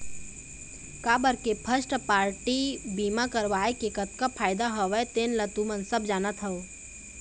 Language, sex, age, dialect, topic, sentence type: Chhattisgarhi, female, 18-24, Eastern, banking, statement